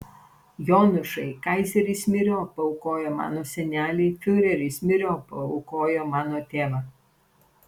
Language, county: Lithuanian, Panevėžys